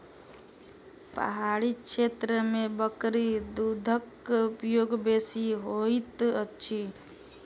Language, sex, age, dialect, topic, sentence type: Maithili, female, 18-24, Southern/Standard, agriculture, statement